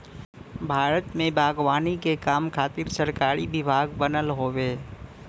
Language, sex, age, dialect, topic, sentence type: Bhojpuri, male, 18-24, Western, agriculture, statement